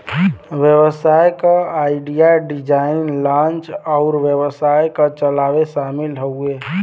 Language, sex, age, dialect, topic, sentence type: Bhojpuri, male, 18-24, Western, banking, statement